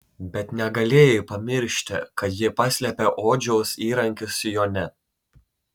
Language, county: Lithuanian, Telšiai